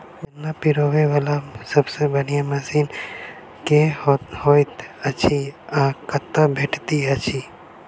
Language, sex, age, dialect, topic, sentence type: Maithili, male, 18-24, Southern/Standard, agriculture, question